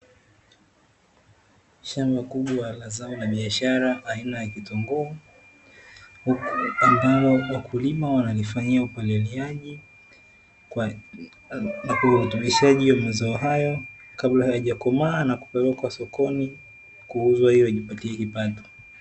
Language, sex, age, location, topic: Swahili, male, 18-24, Dar es Salaam, agriculture